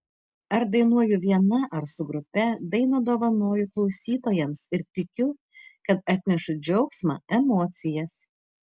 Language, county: Lithuanian, Tauragė